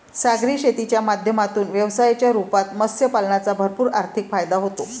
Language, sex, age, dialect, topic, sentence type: Marathi, female, 56-60, Varhadi, agriculture, statement